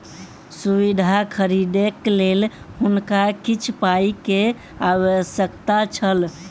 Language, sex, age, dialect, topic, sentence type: Maithili, male, 18-24, Southern/Standard, banking, statement